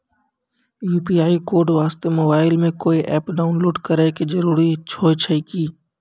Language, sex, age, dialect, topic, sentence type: Maithili, male, 25-30, Angika, banking, question